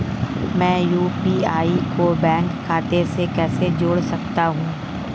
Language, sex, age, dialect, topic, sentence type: Hindi, female, 36-40, Marwari Dhudhari, banking, question